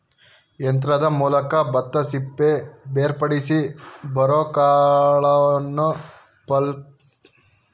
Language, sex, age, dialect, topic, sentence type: Kannada, male, 41-45, Mysore Kannada, agriculture, statement